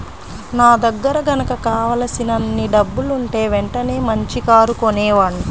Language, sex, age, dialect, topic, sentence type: Telugu, female, 36-40, Central/Coastal, banking, statement